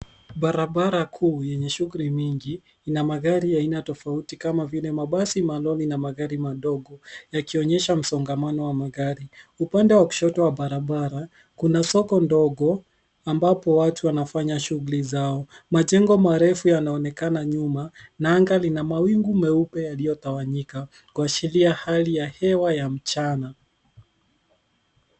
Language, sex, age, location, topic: Swahili, male, 18-24, Nairobi, government